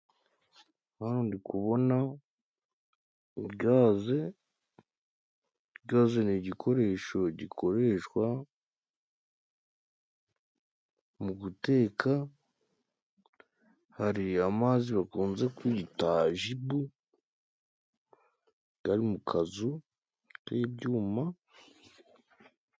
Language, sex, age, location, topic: Kinyarwanda, male, 18-24, Musanze, finance